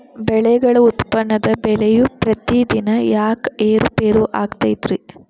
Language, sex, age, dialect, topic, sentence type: Kannada, male, 25-30, Dharwad Kannada, agriculture, question